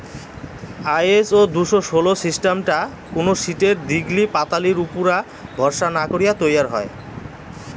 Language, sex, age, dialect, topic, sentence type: Bengali, male, 18-24, Rajbangshi, agriculture, statement